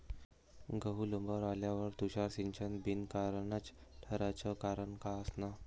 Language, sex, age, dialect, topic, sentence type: Marathi, male, 18-24, Varhadi, agriculture, question